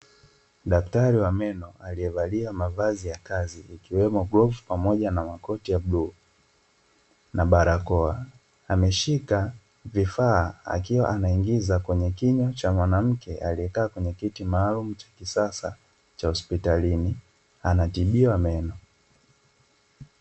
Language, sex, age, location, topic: Swahili, male, 25-35, Dar es Salaam, health